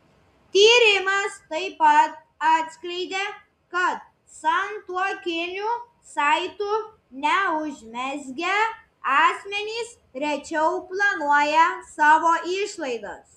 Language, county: Lithuanian, Klaipėda